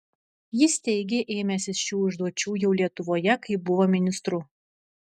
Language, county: Lithuanian, Vilnius